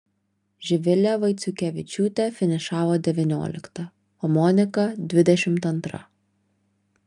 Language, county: Lithuanian, Vilnius